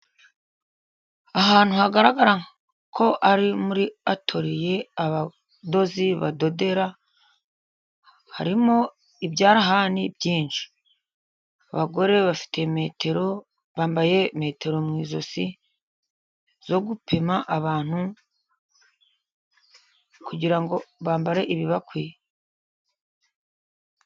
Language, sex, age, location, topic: Kinyarwanda, female, 50+, Musanze, education